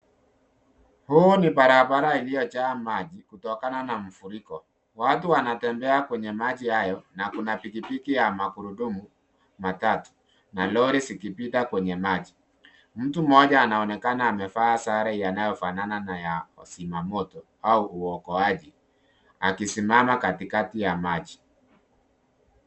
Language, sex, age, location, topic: Swahili, male, 36-49, Nairobi, health